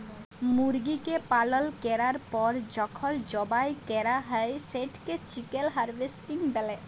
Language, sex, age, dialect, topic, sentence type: Bengali, female, 18-24, Jharkhandi, agriculture, statement